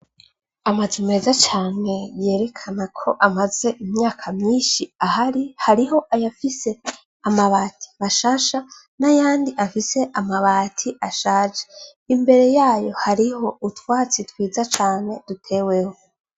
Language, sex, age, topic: Rundi, female, 25-35, education